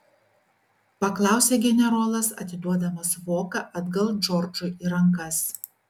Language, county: Lithuanian, Šiauliai